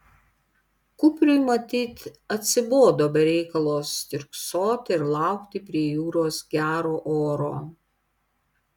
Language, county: Lithuanian, Panevėžys